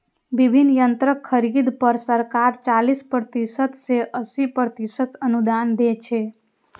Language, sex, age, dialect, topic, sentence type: Maithili, female, 18-24, Eastern / Thethi, agriculture, statement